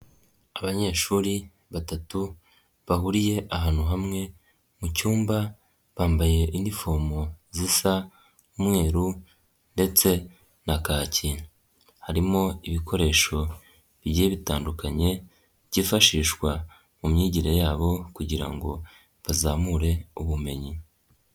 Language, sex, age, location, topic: Kinyarwanda, female, 50+, Nyagatare, education